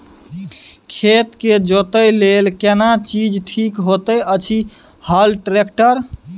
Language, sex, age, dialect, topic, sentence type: Maithili, male, 18-24, Bajjika, agriculture, question